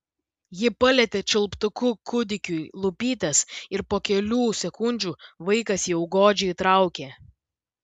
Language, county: Lithuanian, Vilnius